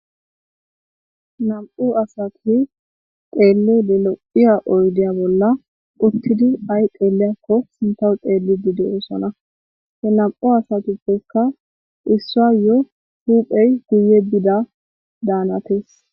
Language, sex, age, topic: Gamo, female, 25-35, government